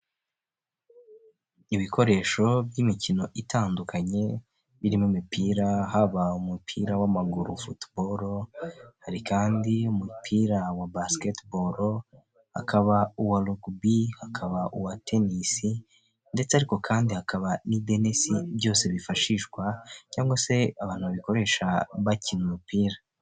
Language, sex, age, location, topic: Kinyarwanda, male, 18-24, Huye, health